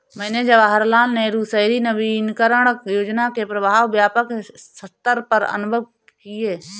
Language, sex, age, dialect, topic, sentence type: Hindi, female, 25-30, Awadhi Bundeli, banking, statement